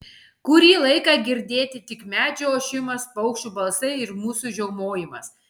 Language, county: Lithuanian, Kaunas